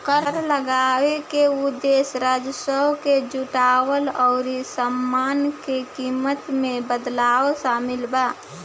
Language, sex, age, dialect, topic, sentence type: Bhojpuri, female, 51-55, Southern / Standard, banking, statement